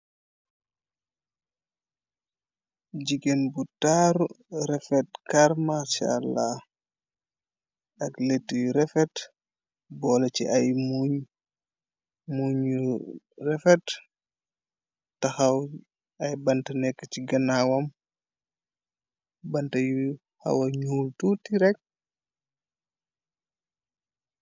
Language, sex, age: Wolof, male, 25-35